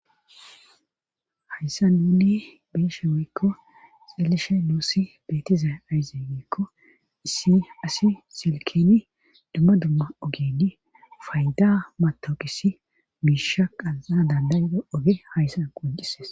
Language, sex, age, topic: Gamo, female, 36-49, government